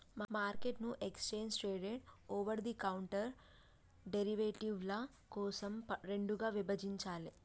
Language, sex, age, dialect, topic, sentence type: Telugu, female, 25-30, Telangana, banking, statement